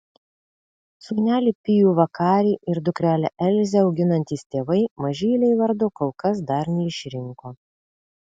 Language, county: Lithuanian, Vilnius